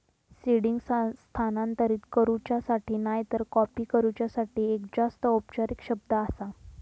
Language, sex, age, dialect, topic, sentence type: Marathi, female, 18-24, Southern Konkan, agriculture, statement